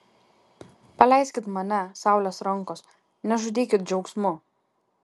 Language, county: Lithuanian, Kaunas